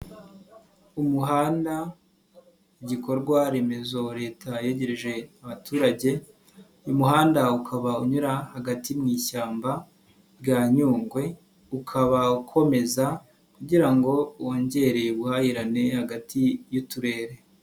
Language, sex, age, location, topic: Kinyarwanda, male, 18-24, Nyagatare, agriculture